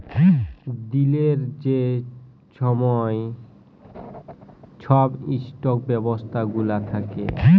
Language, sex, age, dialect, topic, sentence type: Bengali, male, 18-24, Jharkhandi, banking, statement